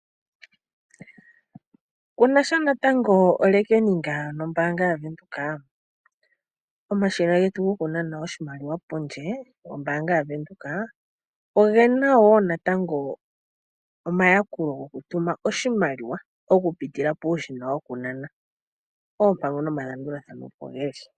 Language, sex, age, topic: Oshiwambo, female, 25-35, finance